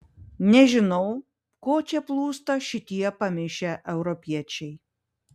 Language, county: Lithuanian, Panevėžys